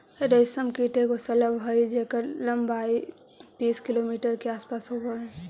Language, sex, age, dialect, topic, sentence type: Magahi, female, 18-24, Central/Standard, agriculture, statement